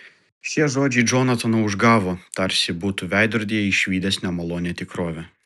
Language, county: Lithuanian, Vilnius